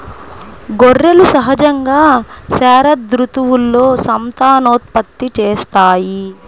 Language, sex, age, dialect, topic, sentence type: Telugu, female, 31-35, Central/Coastal, agriculture, statement